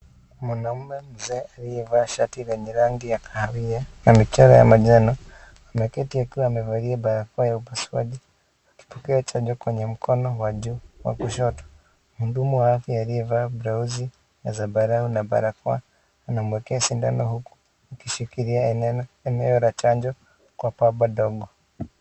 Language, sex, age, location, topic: Swahili, male, 25-35, Kisii, health